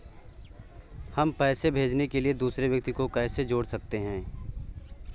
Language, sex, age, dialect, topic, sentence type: Hindi, male, 18-24, Awadhi Bundeli, banking, question